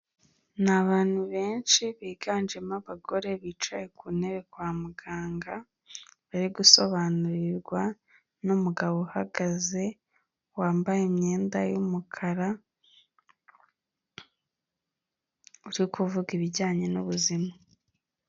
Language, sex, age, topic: Kinyarwanda, female, 18-24, health